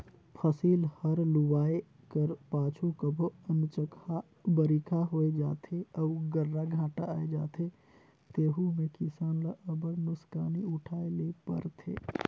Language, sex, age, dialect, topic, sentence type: Chhattisgarhi, male, 25-30, Northern/Bhandar, agriculture, statement